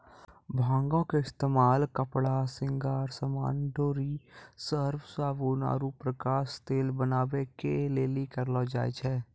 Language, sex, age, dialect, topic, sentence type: Maithili, male, 56-60, Angika, agriculture, statement